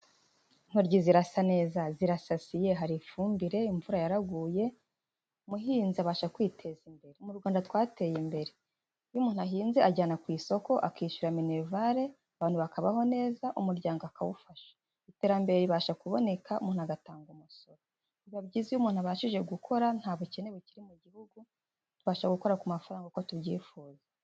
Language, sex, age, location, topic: Kinyarwanda, female, 25-35, Kigali, agriculture